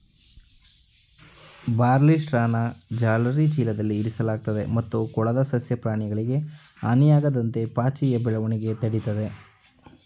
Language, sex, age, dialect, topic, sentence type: Kannada, male, 18-24, Mysore Kannada, agriculture, statement